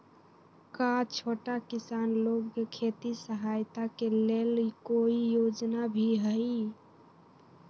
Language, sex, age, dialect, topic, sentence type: Magahi, female, 18-24, Western, agriculture, question